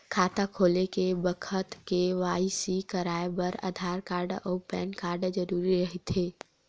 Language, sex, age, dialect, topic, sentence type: Chhattisgarhi, female, 18-24, Western/Budati/Khatahi, banking, statement